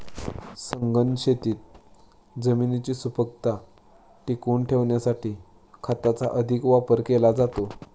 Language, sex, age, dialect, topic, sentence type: Marathi, male, 18-24, Standard Marathi, agriculture, statement